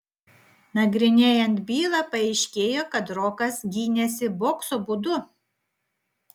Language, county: Lithuanian, Vilnius